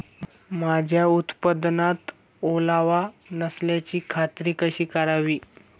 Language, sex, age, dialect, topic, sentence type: Marathi, male, 18-24, Standard Marathi, agriculture, question